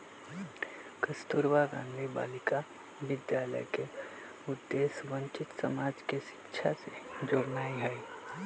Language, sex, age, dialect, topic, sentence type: Magahi, male, 25-30, Western, banking, statement